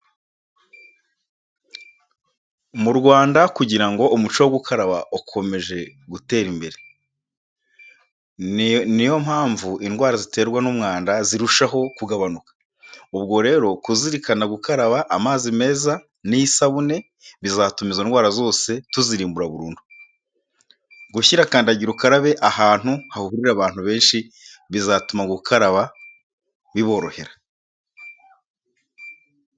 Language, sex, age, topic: Kinyarwanda, male, 25-35, education